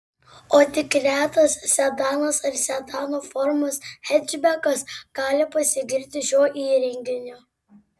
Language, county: Lithuanian, Klaipėda